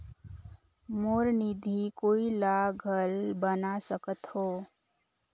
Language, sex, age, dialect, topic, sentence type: Chhattisgarhi, female, 18-24, Northern/Bhandar, banking, question